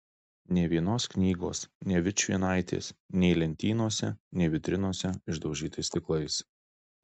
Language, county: Lithuanian, Alytus